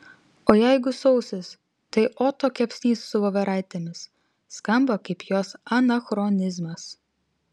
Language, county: Lithuanian, Vilnius